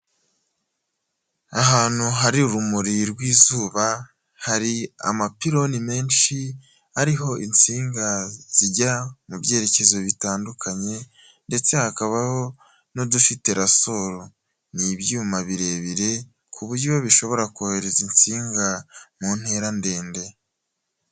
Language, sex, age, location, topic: Kinyarwanda, male, 18-24, Nyagatare, government